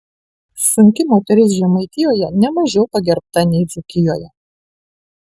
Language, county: Lithuanian, Kaunas